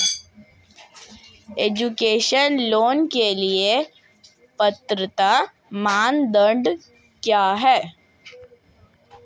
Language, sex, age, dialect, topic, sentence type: Hindi, female, 18-24, Marwari Dhudhari, banking, question